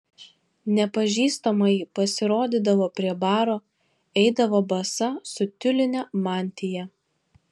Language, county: Lithuanian, Panevėžys